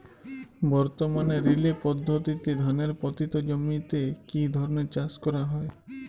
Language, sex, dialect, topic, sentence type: Bengali, male, Jharkhandi, agriculture, question